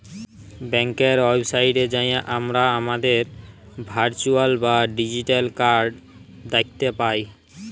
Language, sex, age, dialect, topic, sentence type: Bengali, male, 18-24, Jharkhandi, banking, statement